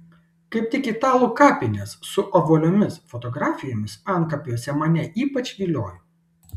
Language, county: Lithuanian, Šiauliai